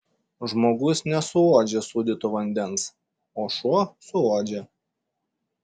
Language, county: Lithuanian, Šiauliai